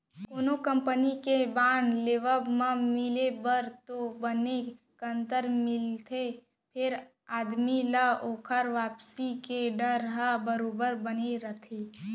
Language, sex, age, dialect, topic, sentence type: Chhattisgarhi, female, 46-50, Central, banking, statement